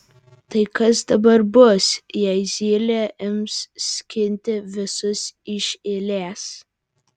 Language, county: Lithuanian, Vilnius